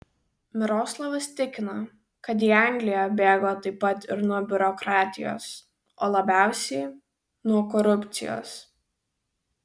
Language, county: Lithuanian, Vilnius